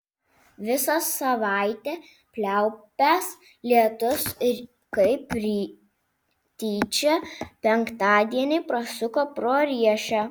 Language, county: Lithuanian, Vilnius